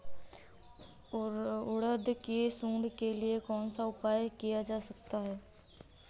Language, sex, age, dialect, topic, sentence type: Hindi, female, 31-35, Awadhi Bundeli, agriculture, question